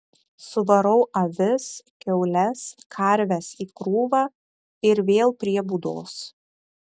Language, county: Lithuanian, Šiauliai